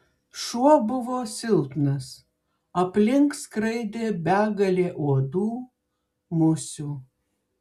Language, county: Lithuanian, Klaipėda